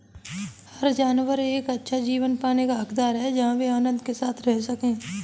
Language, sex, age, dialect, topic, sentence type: Hindi, female, 18-24, Kanauji Braj Bhasha, agriculture, statement